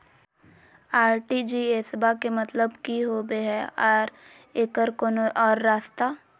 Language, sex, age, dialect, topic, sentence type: Magahi, female, 25-30, Southern, banking, question